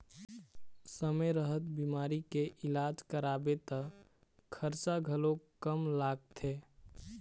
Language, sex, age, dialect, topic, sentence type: Chhattisgarhi, male, 18-24, Eastern, agriculture, statement